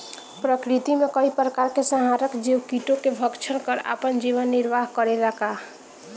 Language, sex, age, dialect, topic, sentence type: Bhojpuri, female, 18-24, Northern, agriculture, question